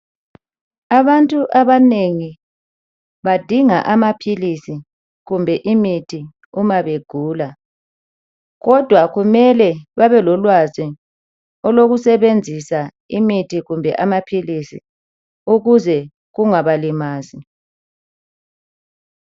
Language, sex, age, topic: North Ndebele, male, 36-49, health